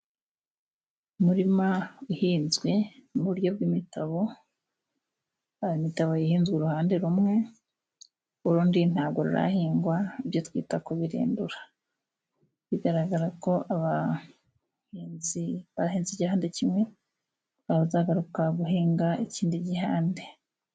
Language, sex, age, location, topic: Kinyarwanda, female, 25-35, Musanze, agriculture